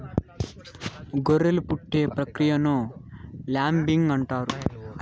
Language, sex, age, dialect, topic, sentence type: Telugu, male, 18-24, Southern, agriculture, statement